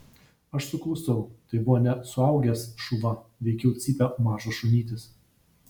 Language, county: Lithuanian, Vilnius